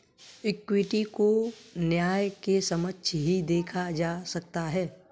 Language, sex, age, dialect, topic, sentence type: Hindi, male, 25-30, Kanauji Braj Bhasha, banking, statement